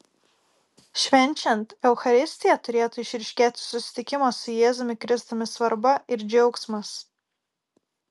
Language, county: Lithuanian, Kaunas